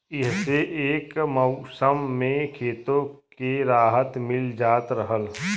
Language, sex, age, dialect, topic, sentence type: Bhojpuri, male, 31-35, Western, agriculture, statement